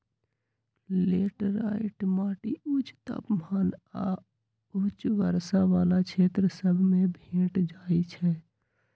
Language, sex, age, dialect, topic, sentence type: Magahi, male, 51-55, Western, agriculture, statement